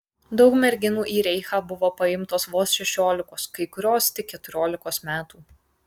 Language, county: Lithuanian, Kaunas